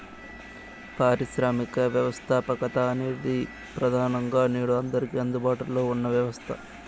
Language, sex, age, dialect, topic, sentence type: Telugu, male, 18-24, Southern, banking, statement